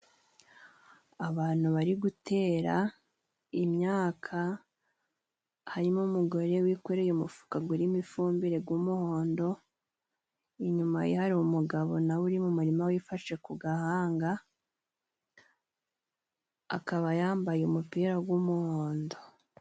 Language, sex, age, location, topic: Kinyarwanda, female, 18-24, Musanze, agriculture